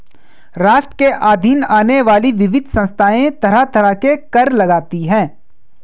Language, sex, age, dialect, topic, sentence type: Hindi, male, 25-30, Hindustani Malvi Khadi Boli, banking, statement